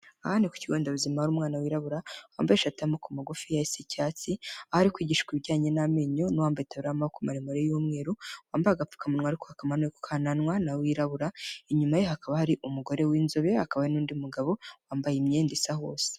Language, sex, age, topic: Kinyarwanda, female, 18-24, health